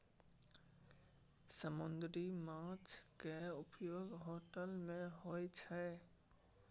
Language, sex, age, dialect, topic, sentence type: Maithili, male, 18-24, Bajjika, agriculture, statement